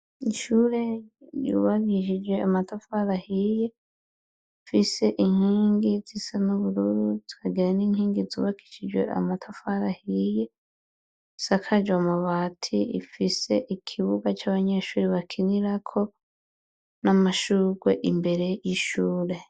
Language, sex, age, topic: Rundi, female, 36-49, education